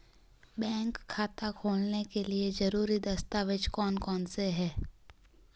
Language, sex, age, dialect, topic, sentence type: Hindi, female, 18-24, Marwari Dhudhari, banking, question